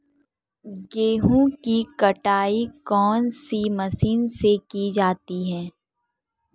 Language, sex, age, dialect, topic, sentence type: Hindi, female, 18-24, Marwari Dhudhari, agriculture, question